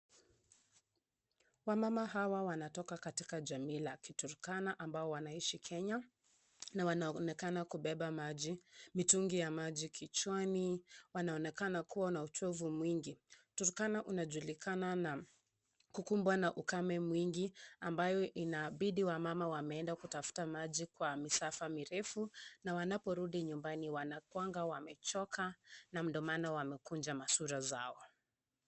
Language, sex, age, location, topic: Swahili, female, 25-35, Nakuru, health